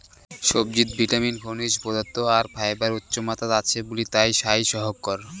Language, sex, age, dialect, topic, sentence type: Bengali, male, 18-24, Rajbangshi, agriculture, statement